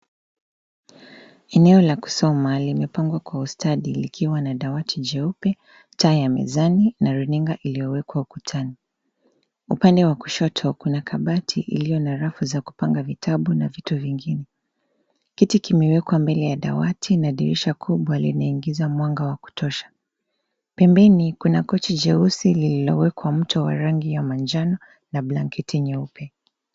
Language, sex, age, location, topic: Swahili, female, 25-35, Nairobi, education